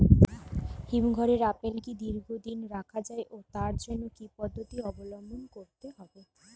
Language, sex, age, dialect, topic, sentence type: Bengali, female, 25-30, Standard Colloquial, agriculture, question